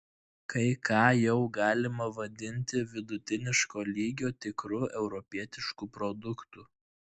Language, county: Lithuanian, Klaipėda